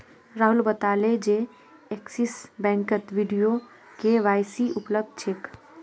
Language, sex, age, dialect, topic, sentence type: Magahi, female, 36-40, Northeastern/Surjapuri, banking, statement